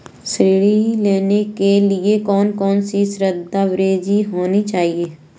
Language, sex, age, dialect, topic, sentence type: Hindi, female, 25-30, Kanauji Braj Bhasha, banking, question